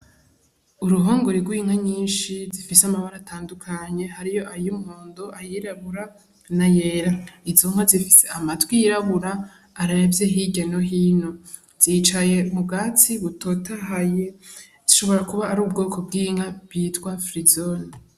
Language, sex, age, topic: Rundi, female, 18-24, agriculture